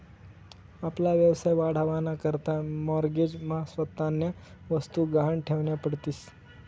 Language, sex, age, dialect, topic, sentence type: Marathi, male, 18-24, Northern Konkan, banking, statement